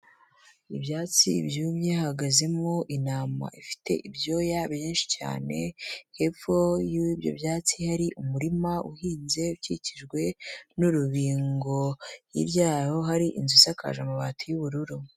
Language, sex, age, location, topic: Kinyarwanda, female, 18-24, Kigali, agriculture